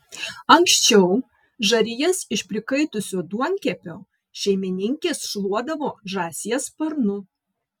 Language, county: Lithuanian, Vilnius